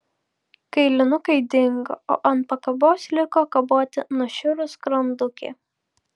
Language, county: Lithuanian, Klaipėda